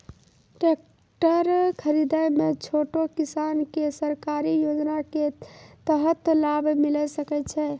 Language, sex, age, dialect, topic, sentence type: Maithili, male, 18-24, Angika, agriculture, question